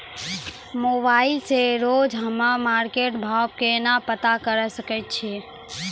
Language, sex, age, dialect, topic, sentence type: Maithili, female, 18-24, Angika, agriculture, question